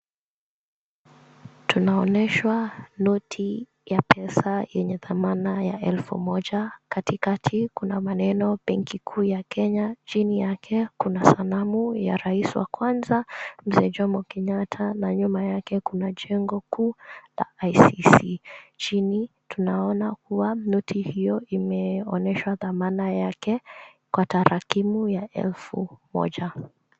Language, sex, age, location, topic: Swahili, female, 18-24, Kisumu, finance